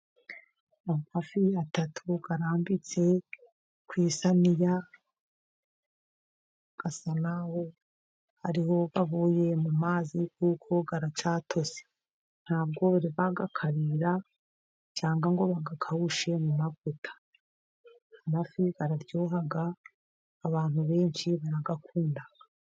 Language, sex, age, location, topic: Kinyarwanda, female, 50+, Musanze, agriculture